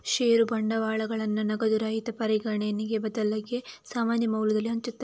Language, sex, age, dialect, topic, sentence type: Kannada, female, 31-35, Coastal/Dakshin, banking, statement